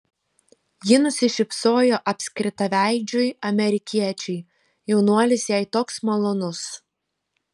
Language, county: Lithuanian, Panevėžys